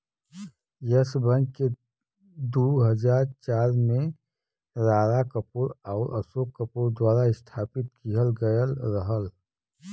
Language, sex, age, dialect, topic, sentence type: Bhojpuri, male, 41-45, Western, banking, statement